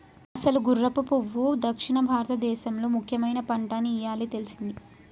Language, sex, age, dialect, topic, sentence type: Telugu, male, 18-24, Telangana, agriculture, statement